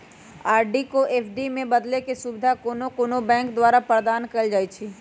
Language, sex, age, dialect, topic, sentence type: Magahi, female, 31-35, Western, banking, statement